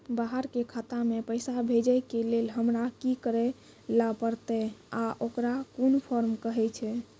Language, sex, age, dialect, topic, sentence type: Maithili, female, 46-50, Angika, banking, question